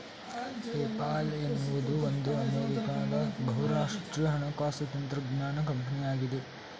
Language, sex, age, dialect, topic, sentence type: Kannada, male, 18-24, Mysore Kannada, banking, statement